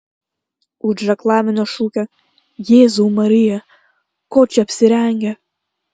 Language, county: Lithuanian, Klaipėda